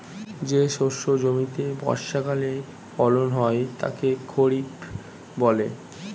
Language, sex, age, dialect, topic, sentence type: Bengali, male, 18-24, Standard Colloquial, agriculture, statement